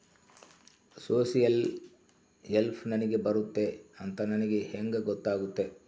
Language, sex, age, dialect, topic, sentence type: Kannada, male, 51-55, Central, banking, question